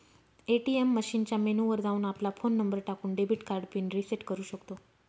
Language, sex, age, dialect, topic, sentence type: Marathi, female, 36-40, Northern Konkan, banking, statement